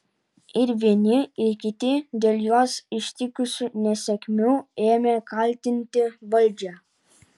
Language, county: Lithuanian, Utena